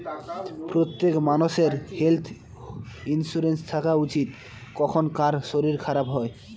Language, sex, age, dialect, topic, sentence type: Bengali, male, 18-24, Northern/Varendri, banking, statement